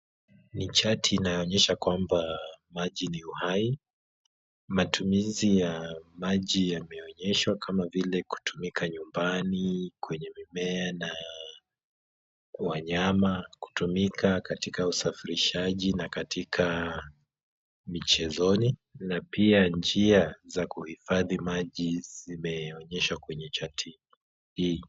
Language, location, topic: Swahili, Kisumu, education